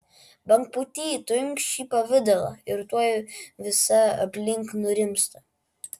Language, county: Lithuanian, Vilnius